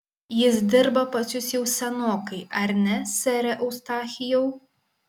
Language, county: Lithuanian, Kaunas